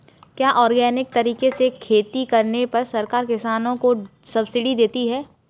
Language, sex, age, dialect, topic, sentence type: Hindi, female, 18-24, Kanauji Braj Bhasha, agriculture, question